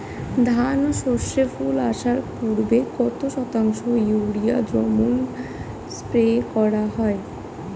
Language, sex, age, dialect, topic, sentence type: Bengali, female, 25-30, Standard Colloquial, agriculture, question